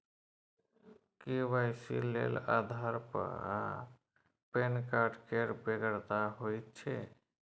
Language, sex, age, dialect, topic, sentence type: Maithili, male, 36-40, Bajjika, banking, statement